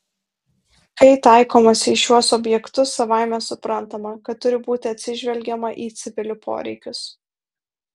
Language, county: Lithuanian, Vilnius